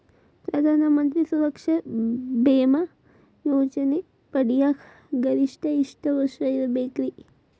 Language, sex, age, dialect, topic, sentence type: Kannada, female, 18-24, Dharwad Kannada, banking, question